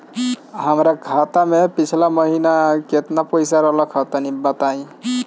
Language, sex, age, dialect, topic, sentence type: Bhojpuri, male, 25-30, Northern, banking, question